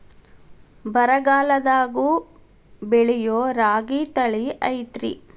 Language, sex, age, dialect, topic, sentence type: Kannada, female, 36-40, Dharwad Kannada, agriculture, question